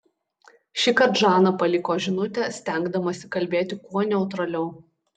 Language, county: Lithuanian, Utena